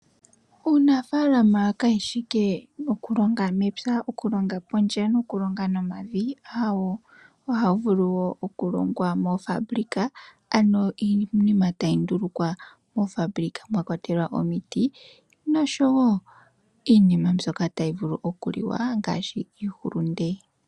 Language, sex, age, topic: Oshiwambo, female, 18-24, agriculture